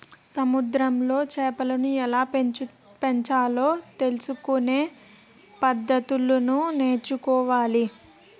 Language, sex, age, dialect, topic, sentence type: Telugu, female, 18-24, Utterandhra, agriculture, statement